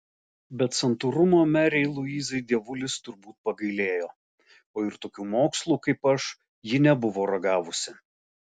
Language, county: Lithuanian, Alytus